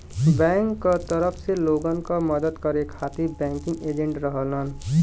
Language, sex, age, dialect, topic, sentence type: Bhojpuri, male, 18-24, Western, banking, statement